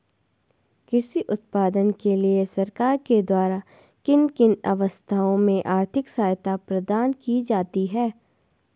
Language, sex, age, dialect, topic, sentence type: Hindi, female, 18-24, Garhwali, agriculture, question